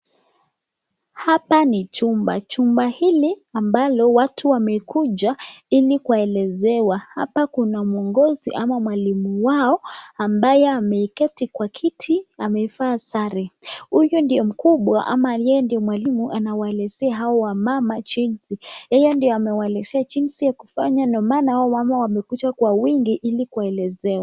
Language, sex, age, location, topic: Swahili, female, 18-24, Nakuru, government